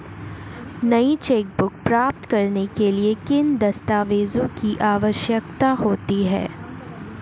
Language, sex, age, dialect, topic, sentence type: Hindi, female, 18-24, Marwari Dhudhari, banking, question